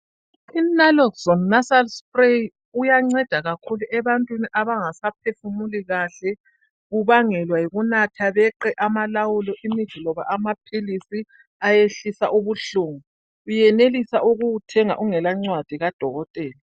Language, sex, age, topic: North Ndebele, female, 50+, health